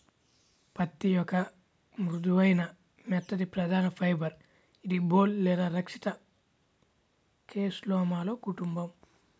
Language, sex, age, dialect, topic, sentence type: Telugu, male, 18-24, Central/Coastal, agriculture, statement